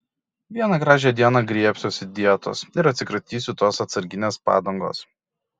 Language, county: Lithuanian, Kaunas